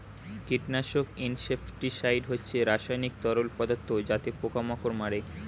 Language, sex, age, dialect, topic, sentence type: Bengali, male, 18-24, Standard Colloquial, agriculture, statement